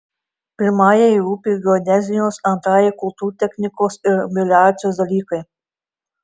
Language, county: Lithuanian, Marijampolė